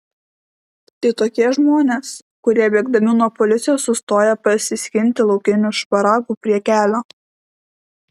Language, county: Lithuanian, Klaipėda